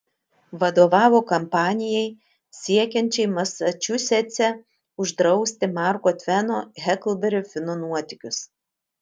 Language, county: Lithuanian, Utena